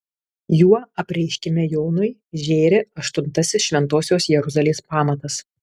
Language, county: Lithuanian, Kaunas